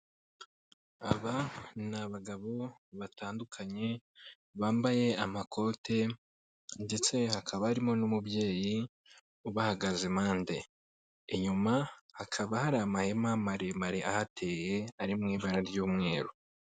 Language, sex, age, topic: Kinyarwanda, male, 25-35, government